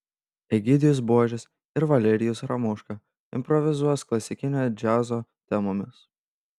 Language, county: Lithuanian, Panevėžys